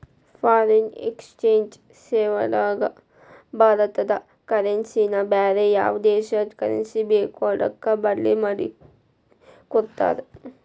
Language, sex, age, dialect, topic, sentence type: Kannada, female, 18-24, Dharwad Kannada, banking, statement